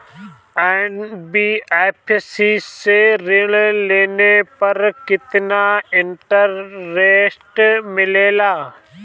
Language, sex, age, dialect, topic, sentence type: Bhojpuri, male, 25-30, Northern, banking, question